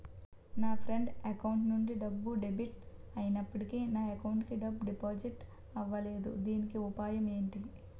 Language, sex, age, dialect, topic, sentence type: Telugu, female, 18-24, Utterandhra, banking, question